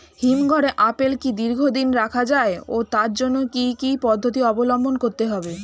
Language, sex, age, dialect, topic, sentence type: Bengali, female, 25-30, Standard Colloquial, agriculture, question